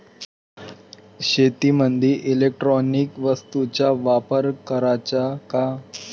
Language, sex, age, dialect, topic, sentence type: Marathi, male, 18-24, Varhadi, agriculture, question